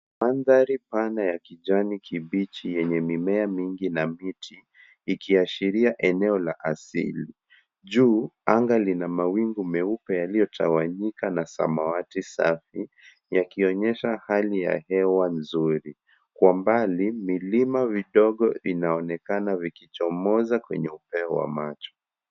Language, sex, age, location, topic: Swahili, male, 25-35, Nairobi, government